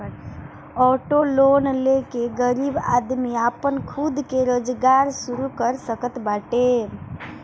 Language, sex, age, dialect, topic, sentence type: Bhojpuri, female, 18-24, Northern, banking, statement